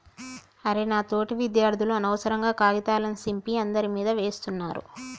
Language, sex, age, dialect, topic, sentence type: Telugu, female, 51-55, Telangana, agriculture, statement